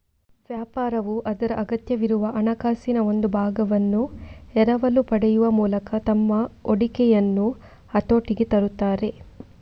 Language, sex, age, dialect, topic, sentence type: Kannada, female, 25-30, Coastal/Dakshin, banking, statement